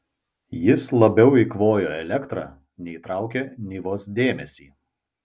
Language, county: Lithuanian, Vilnius